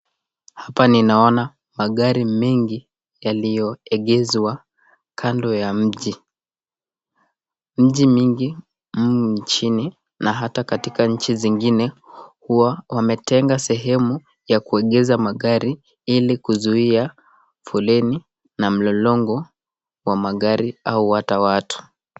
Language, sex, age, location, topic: Swahili, male, 18-24, Nakuru, finance